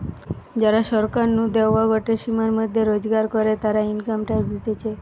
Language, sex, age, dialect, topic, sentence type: Bengali, female, 18-24, Western, banking, statement